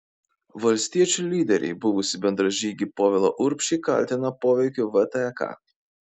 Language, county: Lithuanian, Kaunas